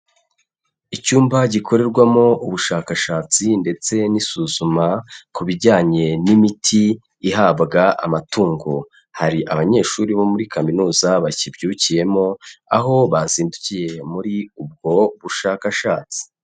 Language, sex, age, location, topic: Kinyarwanda, male, 25-35, Kigali, education